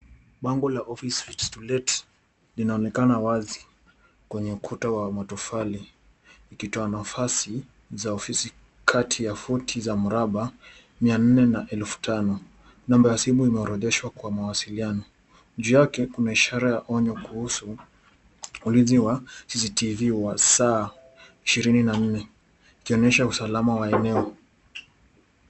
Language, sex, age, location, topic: Swahili, male, 18-24, Nairobi, finance